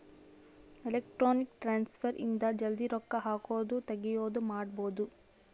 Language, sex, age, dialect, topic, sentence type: Kannada, female, 36-40, Central, banking, statement